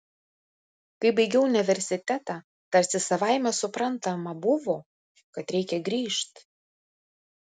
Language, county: Lithuanian, Vilnius